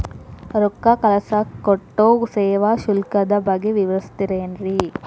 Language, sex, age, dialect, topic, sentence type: Kannada, female, 18-24, Dharwad Kannada, banking, question